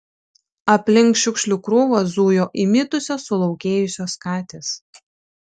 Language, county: Lithuanian, Šiauliai